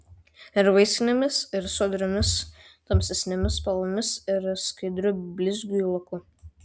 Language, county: Lithuanian, Šiauliai